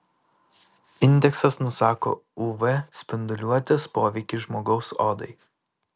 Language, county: Lithuanian, Panevėžys